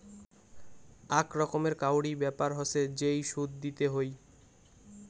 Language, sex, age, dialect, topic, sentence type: Bengali, male, 18-24, Rajbangshi, banking, statement